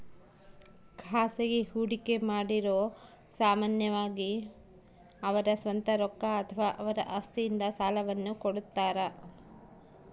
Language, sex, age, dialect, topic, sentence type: Kannada, female, 46-50, Central, banking, statement